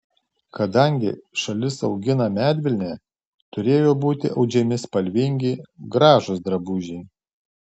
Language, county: Lithuanian, Tauragė